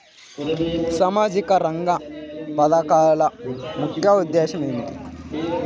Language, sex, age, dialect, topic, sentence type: Telugu, male, 25-30, Central/Coastal, banking, question